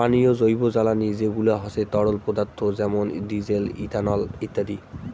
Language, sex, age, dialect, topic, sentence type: Bengali, male, <18, Rajbangshi, agriculture, statement